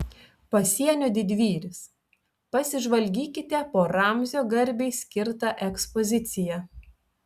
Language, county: Lithuanian, Telšiai